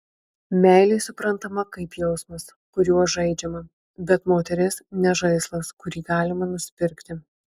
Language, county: Lithuanian, Marijampolė